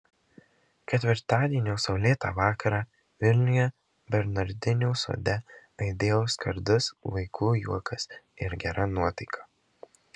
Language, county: Lithuanian, Marijampolė